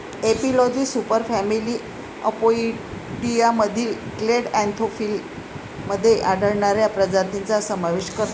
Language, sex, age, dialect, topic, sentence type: Marathi, female, 56-60, Varhadi, agriculture, statement